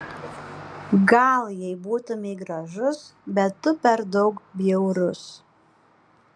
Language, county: Lithuanian, Panevėžys